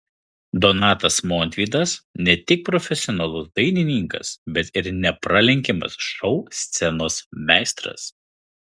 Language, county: Lithuanian, Kaunas